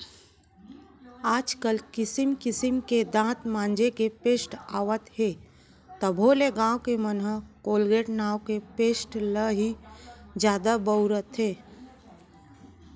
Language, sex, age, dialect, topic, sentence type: Chhattisgarhi, female, 31-35, Central, banking, statement